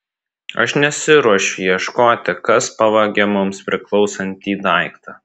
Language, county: Lithuanian, Vilnius